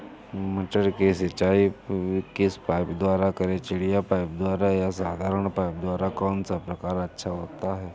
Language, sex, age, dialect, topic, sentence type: Hindi, male, 31-35, Awadhi Bundeli, agriculture, question